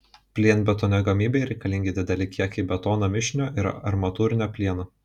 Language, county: Lithuanian, Kaunas